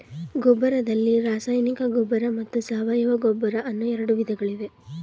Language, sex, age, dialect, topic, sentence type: Kannada, female, 25-30, Mysore Kannada, agriculture, statement